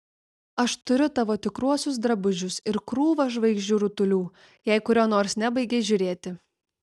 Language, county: Lithuanian, Vilnius